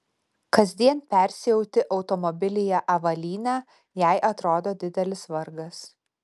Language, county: Lithuanian, Utena